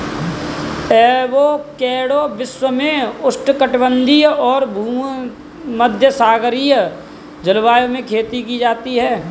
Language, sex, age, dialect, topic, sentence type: Hindi, male, 18-24, Kanauji Braj Bhasha, agriculture, statement